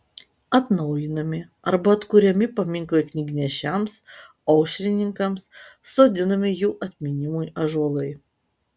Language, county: Lithuanian, Utena